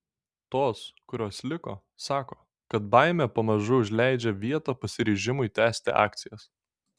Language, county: Lithuanian, Šiauliai